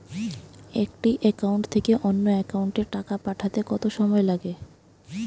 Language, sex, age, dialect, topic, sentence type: Bengali, female, 18-24, Western, banking, question